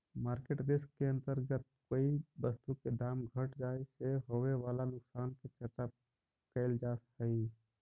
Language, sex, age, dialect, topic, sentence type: Magahi, male, 31-35, Central/Standard, agriculture, statement